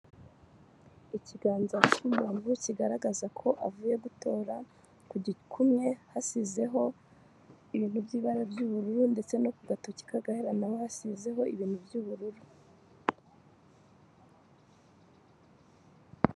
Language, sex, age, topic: Kinyarwanda, female, 18-24, government